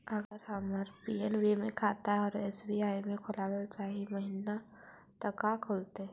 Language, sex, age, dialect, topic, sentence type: Magahi, female, 18-24, Central/Standard, banking, question